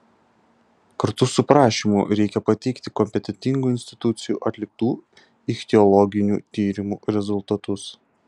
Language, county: Lithuanian, Kaunas